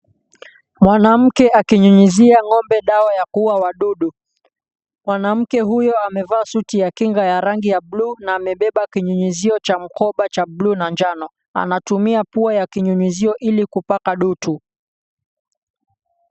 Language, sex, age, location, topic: Swahili, male, 18-24, Mombasa, agriculture